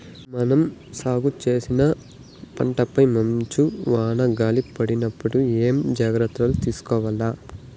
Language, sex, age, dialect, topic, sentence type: Telugu, male, 18-24, Southern, agriculture, question